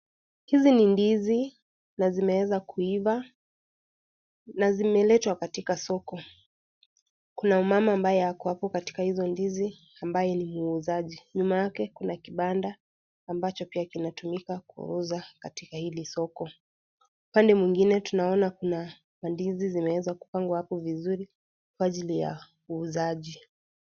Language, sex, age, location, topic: Swahili, female, 18-24, Kisii, agriculture